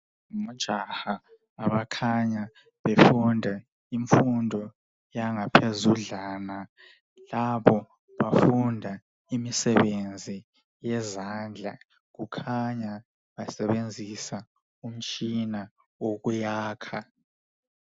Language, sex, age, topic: North Ndebele, male, 25-35, education